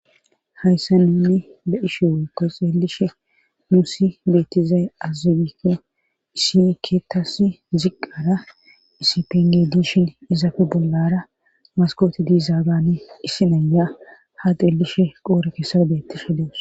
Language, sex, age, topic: Gamo, female, 25-35, government